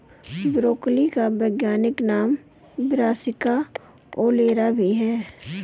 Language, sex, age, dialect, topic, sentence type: Hindi, female, 18-24, Marwari Dhudhari, agriculture, statement